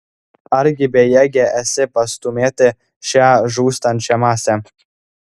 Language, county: Lithuanian, Klaipėda